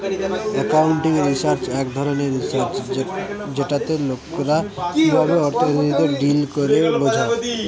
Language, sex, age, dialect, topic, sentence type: Bengali, male, 18-24, Western, banking, statement